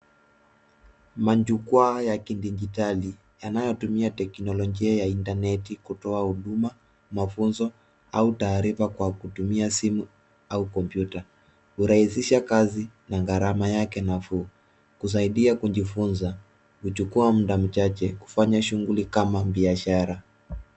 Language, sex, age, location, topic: Swahili, male, 18-24, Nairobi, education